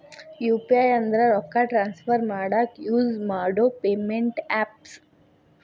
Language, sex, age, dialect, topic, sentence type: Kannada, female, 18-24, Dharwad Kannada, banking, statement